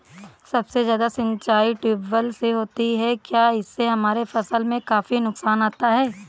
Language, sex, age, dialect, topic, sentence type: Hindi, female, 18-24, Awadhi Bundeli, agriculture, question